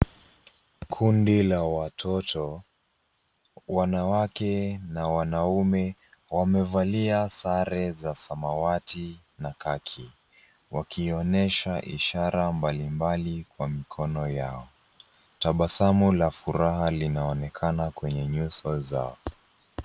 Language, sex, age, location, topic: Swahili, female, 25-35, Nairobi, education